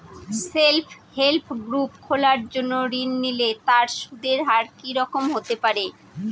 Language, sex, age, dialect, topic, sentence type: Bengali, female, 36-40, Northern/Varendri, banking, question